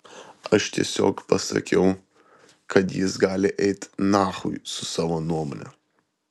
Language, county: Lithuanian, Vilnius